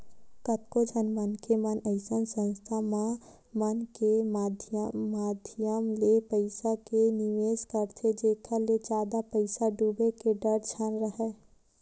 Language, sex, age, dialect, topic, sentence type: Chhattisgarhi, female, 18-24, Western/Budati/Khatahi, banking, statement